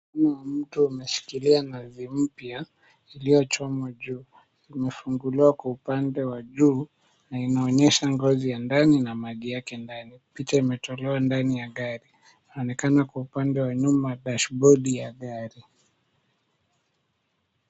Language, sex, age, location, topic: Swahili, male, 18-24, Mombasa, agriculture